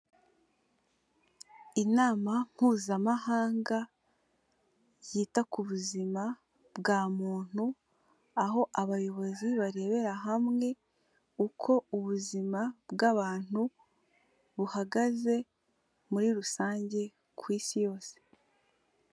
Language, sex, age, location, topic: Kinyarwanda, female, 18-24, Kigali, health